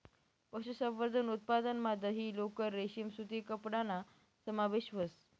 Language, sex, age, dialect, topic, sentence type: Marathi, male, 18-24, Northern Konkan, agriculture, statement